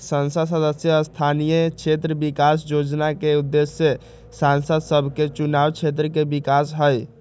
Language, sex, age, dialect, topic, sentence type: Magahi, male, 18-24, Western, banking, statement